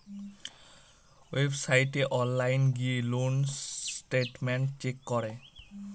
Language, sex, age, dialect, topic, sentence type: Bengali, male, 18-24, Northern/Varendri, banking, statement